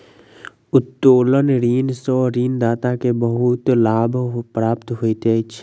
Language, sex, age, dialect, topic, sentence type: Maithili, male, 41-45, Southern/Standard, banking, statement